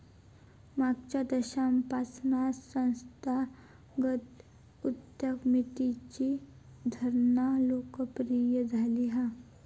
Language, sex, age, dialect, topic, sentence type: Marathi, female, 31-35, Southern Konkan, banking, statement